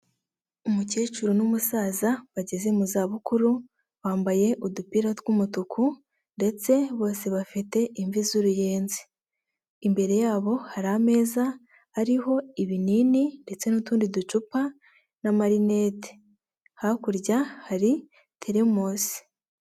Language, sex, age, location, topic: Kinyarwanda, female, 25-35, Huye, health